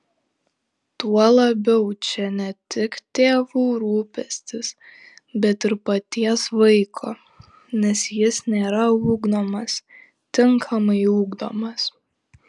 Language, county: Lithuanian, Šiauliai